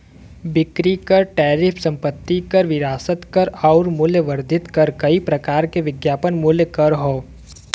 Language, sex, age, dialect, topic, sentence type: Bhojpuri, male, 18-24, Western, banking, statement